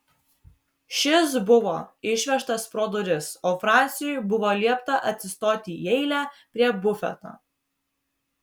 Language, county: Lithuanian, Vilnius